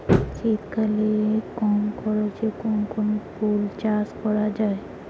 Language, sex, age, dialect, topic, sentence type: Bengali, female, 18-24, Rajbangshi, agriculture, question